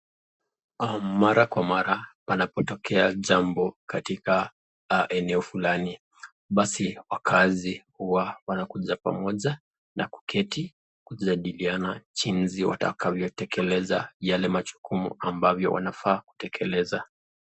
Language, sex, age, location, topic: Swahili, male, 25-35, Nakuru, health